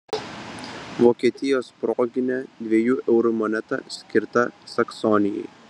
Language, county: Lithuanian, Vilnius